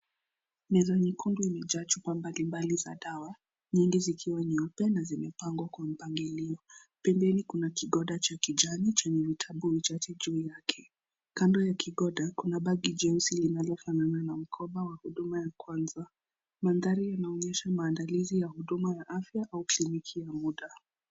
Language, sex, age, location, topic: Swahili, female, 18-24, Kisii, health